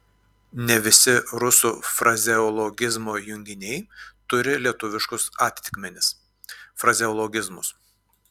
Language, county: Lithuanian, Klaipėda